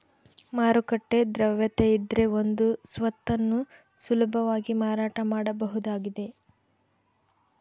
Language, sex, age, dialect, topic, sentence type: Kannada, female, 25-30, Central, banking, statement